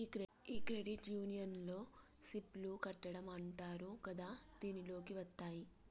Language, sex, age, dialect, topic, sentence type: Telugu, female, 18-24, Telangana, banking, statement